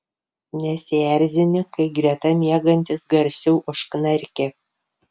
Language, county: Lithuanian, Panevėžys